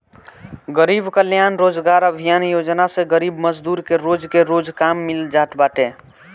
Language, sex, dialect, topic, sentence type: Bhojpuri, male, Northern, banking, statement